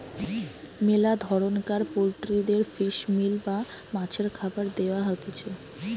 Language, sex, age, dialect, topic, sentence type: Bengali, female, 18-24, Western, agriculture, statement